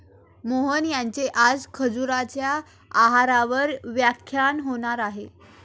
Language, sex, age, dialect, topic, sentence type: Marathi, female, 18-24, Standard Marathi, banking, statement